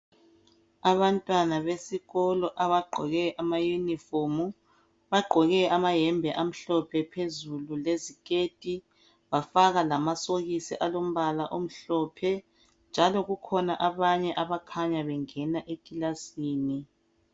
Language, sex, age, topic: North Ndebele, female, 36-49, education